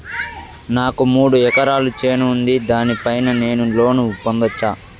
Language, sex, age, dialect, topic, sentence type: Telugu, male, 41-45, Southern, banking, question